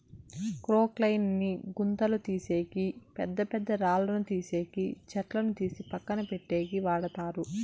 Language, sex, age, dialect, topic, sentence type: Telugu, male, 56-60, Southern, agriculture, statement